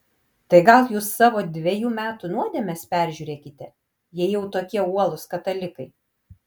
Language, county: Lithuanian, Kaunas